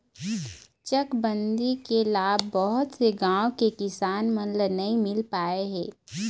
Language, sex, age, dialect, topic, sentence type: Chhattisgarhi, female, 25-30, Eastern, agriculture, statement